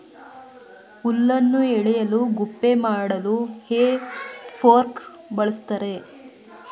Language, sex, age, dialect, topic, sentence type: Kannada, female, 25-30, Mysore Kannada, agriculture, statement